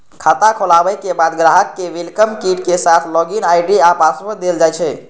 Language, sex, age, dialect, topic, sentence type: Maithili, male, 18-24, Eastern / Thethi, banking, statement